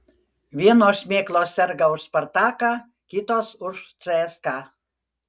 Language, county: Lithuanian, Panevėžys